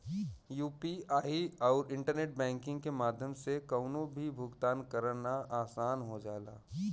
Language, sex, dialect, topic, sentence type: Bhojpuri, male, Western, banking, statement